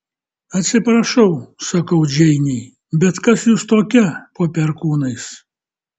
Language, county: Lithuanian, Kaunas